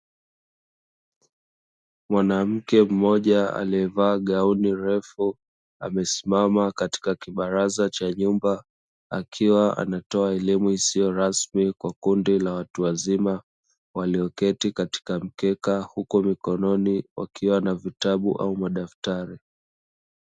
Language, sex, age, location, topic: Swahili, male, 18-24, Dar es Salaam, education